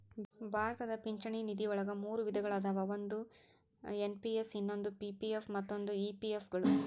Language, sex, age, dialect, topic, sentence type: Kannada, female, 18-24, Dharwad Kannada, banking, statement